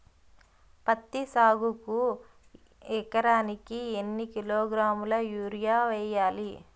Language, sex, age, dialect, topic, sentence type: Telugu, female, 31-35, Utterandhra, agriculture, question